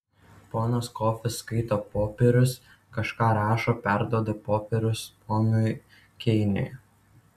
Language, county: Lithuanian, Utena